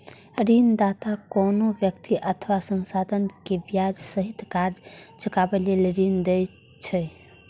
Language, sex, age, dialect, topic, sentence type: Maithili, female, 41-45, Eastern / Thethi, banking, statement